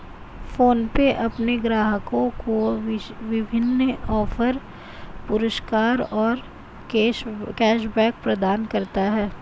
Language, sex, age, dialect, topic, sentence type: Hindi, female, 25-30, Marwari Dhudhari, banking, statement